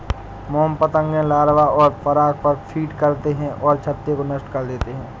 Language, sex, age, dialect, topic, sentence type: Hindi, male, 60-100, Awadhi Bundeli, agriculture, statement